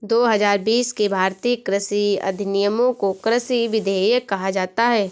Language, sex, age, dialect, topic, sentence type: Hindi, female, 18-24, Awadhi Bundeli, agriculture, statement